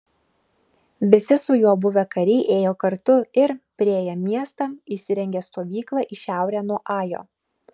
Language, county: Lithuanian, Klaipėda